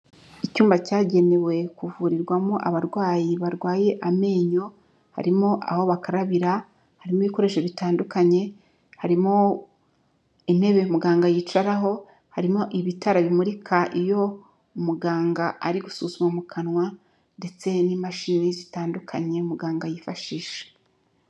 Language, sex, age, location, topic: Kinyarwanda, female, 36-49, Kigali, health